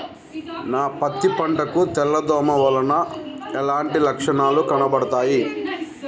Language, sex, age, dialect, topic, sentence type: Telugu, male, 41-45, Telangana, agriculture, question